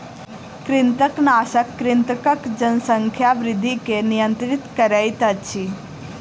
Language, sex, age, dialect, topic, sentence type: Maithili, female, 18-24, Southern/Standard, agriculture, statement